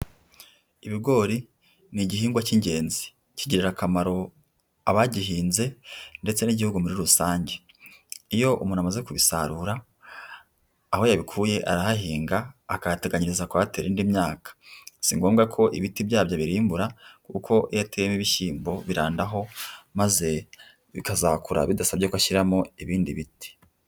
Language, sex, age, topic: Kinyarwanda, female, 25-35, agriculture